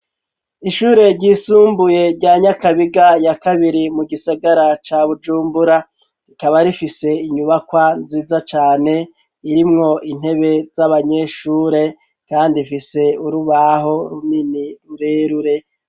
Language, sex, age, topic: Rundi, male, 36-49, education